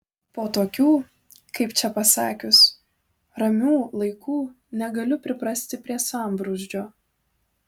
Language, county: Lithuanian, Vilnius